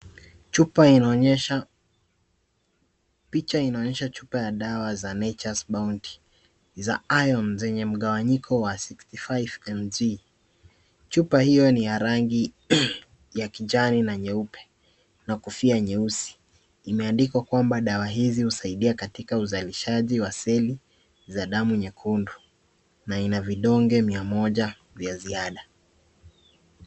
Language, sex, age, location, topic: Swahili, male, 18-24, Kisii, health